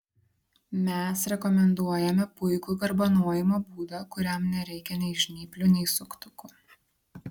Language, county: Lithuanian, Šiauliai